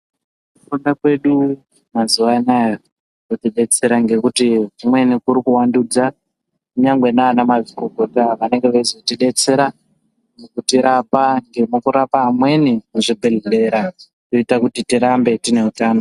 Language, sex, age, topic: Ndau, female, 18-24, health